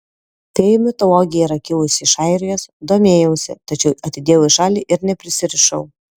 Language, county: Lithuanian, Panevėžys